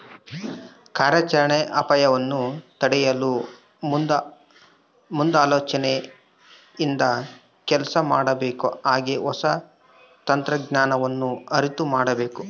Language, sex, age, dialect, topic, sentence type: Kannada, male, 25-30, Central, banking, statement